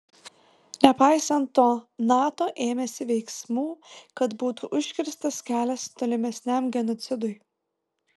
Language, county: Lithuanian, Vilnius